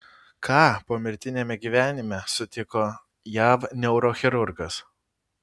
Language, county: Lithuanian, Kaunas